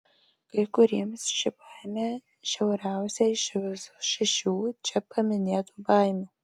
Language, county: Lithuanian, Alytus